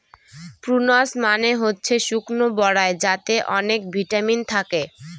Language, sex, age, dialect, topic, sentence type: Bengali, female, <18, Northern/Varendri, agriculture, statement